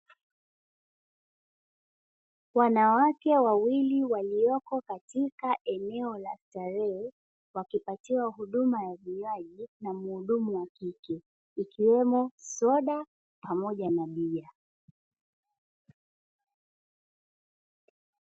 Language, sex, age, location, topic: Swahili, female, 18-24, Dar es Salaam, finance